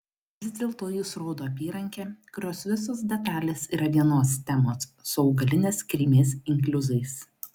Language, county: Lithuanian, Klaipėda